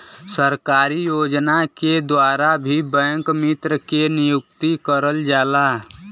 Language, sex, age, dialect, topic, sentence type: Bhojpuri, male, 18-24, Western, banking, statement